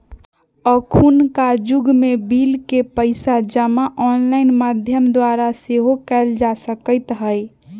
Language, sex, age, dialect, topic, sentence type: Magahi, female, 18-24, Western, banking, statement